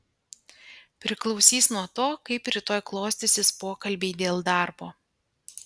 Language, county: Lithuanian, Panevėžys